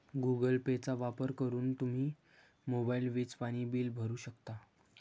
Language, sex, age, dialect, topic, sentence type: Marathi, female, 18-24, Varhadi, banking, statement